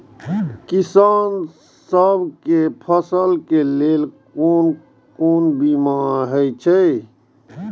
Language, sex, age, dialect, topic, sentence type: Maithili, male, 41-45, Eastern / Thethi, agriculture, question